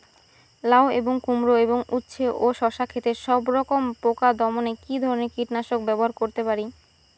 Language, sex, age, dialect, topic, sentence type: Bengali, female, 18-24, Rajbangshi, agriculture, question